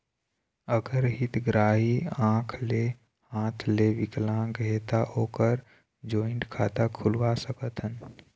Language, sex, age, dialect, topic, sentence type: Chhattisgarhi, male, 18-24, Eastern, banking, question